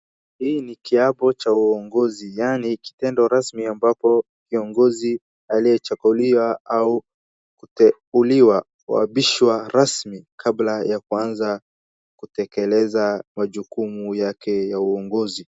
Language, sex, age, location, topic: Swahili, male, 18-24, Wajir, government